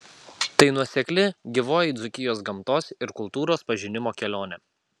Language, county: Lithuanian, Kaunas